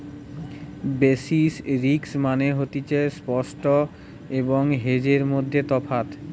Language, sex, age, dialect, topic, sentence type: Bengali, male, 31-35, Western, banking, statement